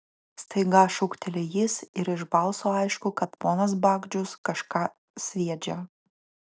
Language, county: Lithuanian, Utena